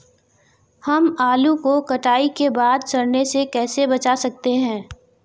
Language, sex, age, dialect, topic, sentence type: Hindi, female, 18-24, Marwari Dhudhari, agriculture, question